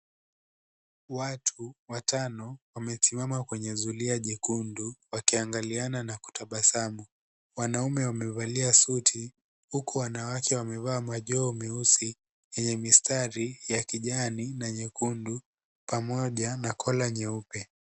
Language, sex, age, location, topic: Swahili, male, 18-24, Kisumu, government